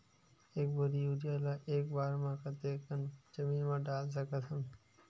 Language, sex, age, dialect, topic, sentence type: Chhattisgarhi, male, 25-30, Western/Budati/Khatahi, agriculture, question